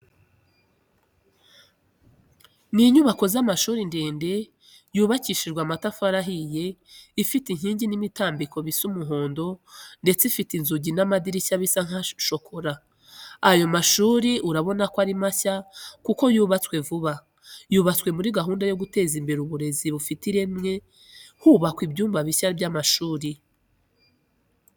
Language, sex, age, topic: Kinyarwanda, female, 25-35, education